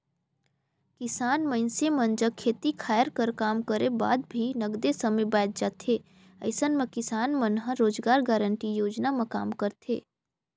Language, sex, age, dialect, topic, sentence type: Chhattisgarhi, female, 18-24, Northern/Bhandar, agriculture, statement